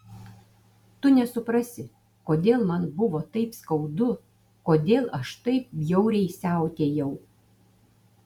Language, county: Lithuanian, Utena